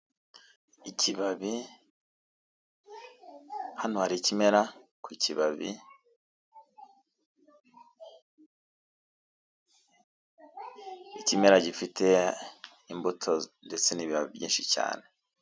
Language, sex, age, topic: Kinyarwanda, male, 25-35, health